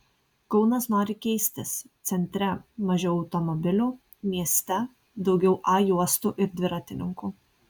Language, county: Lithuanian, Kaunas